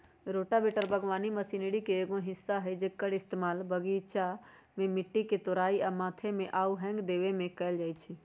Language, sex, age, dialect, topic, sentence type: Magahi, female, 36-40, Western, agriculture, statement